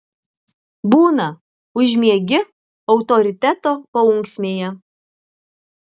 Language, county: Lithuanian, Alytus